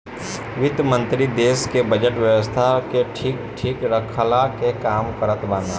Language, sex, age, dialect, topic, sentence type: Bhojpuri, male, 18-24, Northern, banking, statement